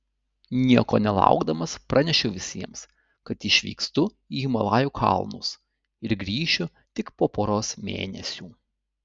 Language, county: Lithuanian, Utena